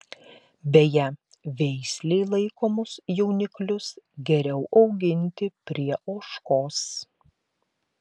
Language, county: Lithuanian, Klaipėda